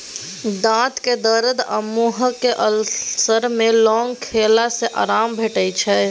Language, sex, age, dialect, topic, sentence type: Maithili, female, 18-24, Bajjika, agriculture, statement